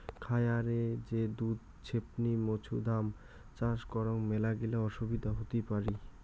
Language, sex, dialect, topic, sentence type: Bengali, male, Rajbangshi, agriculture, statement